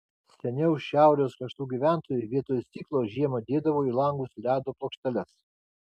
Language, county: Lithuanian, Kaunas